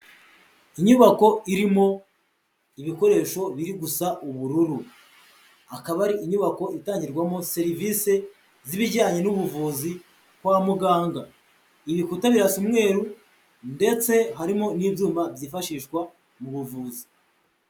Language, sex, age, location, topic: Kinyarwanda, male, 18-24, Huye, health